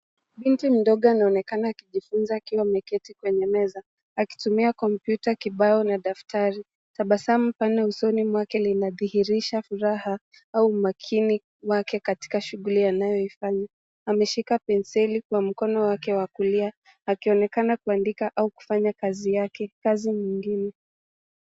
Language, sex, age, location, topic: Swahili, female, 18-24, Nairobi, education